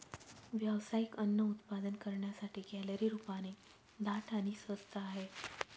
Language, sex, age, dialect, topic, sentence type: Marathi, female, 36-40, Northern Konkan, agriculture, statement